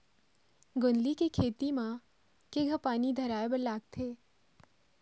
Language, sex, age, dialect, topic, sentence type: Chhattisgarhi, female, 25-30, Eastern, agriculture, question